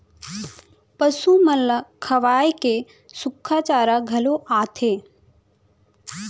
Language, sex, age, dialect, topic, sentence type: Chhattisgarhi, female, 25-30, Central, agriculture, statement